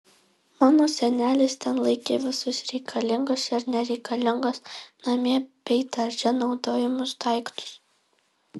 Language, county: Lithuanian, Alytus